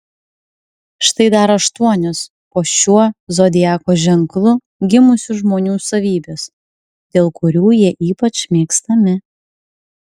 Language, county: Lithuanian, Klaipėda